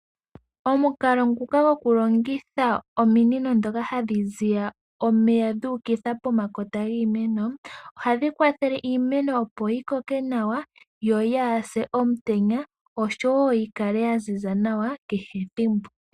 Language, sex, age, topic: Oshiwambo, female, 18-24, agriculture